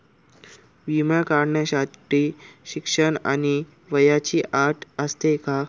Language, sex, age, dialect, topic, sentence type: Marathi, male, 25-30, Standard Marathi, banking, question